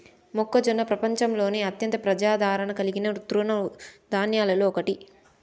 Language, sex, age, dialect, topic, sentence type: Telugu, female, 18-24, Southern, agriculture, statement